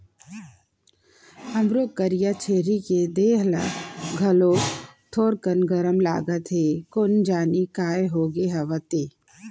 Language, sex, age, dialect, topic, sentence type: Chhattisgarhi, female, 36-40, Central, agriculture, statement